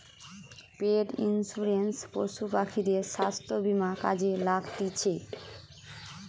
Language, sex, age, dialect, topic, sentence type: Bengali, female, 25-30, Western, banking, statement